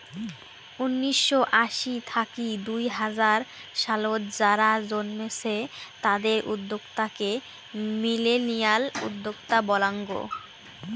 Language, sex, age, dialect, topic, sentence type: Bengali, female, 18-24, Rajbangshi, banking, statement